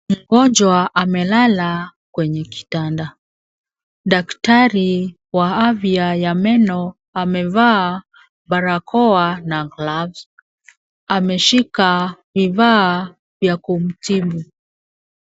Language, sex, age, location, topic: Swahili, female, 36-49, Nairobi, health